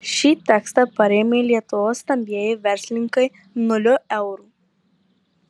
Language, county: Lithuanian, Marijampolė